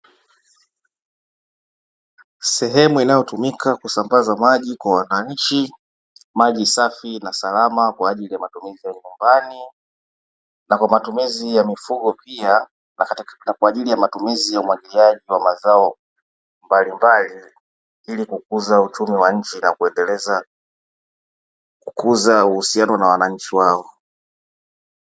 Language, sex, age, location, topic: Swahili, male, 18-24, Dar es Salaam, government